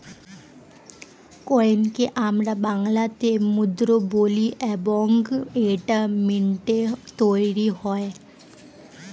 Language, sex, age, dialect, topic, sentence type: Bengali, female, 18-24, Standard Colloquial, banking, statement